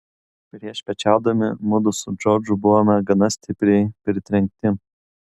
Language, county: Lithuanian, Kaunas